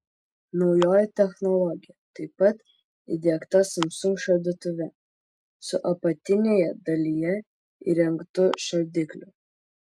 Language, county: Lithuanian, Vilnius